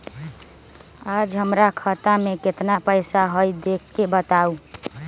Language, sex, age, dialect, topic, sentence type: Magahi, male, 36-40, Western, banking, question